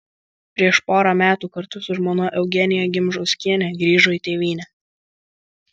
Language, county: Lithuanian, Vilnius